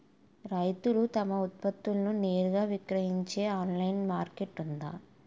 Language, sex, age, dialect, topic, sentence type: Telugu, female, 18-24, Utterandhra, agriculture, statement